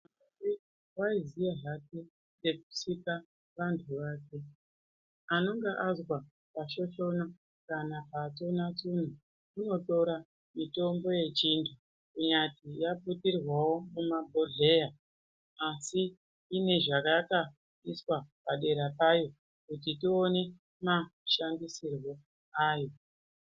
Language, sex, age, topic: Ndau, female, 36-49, health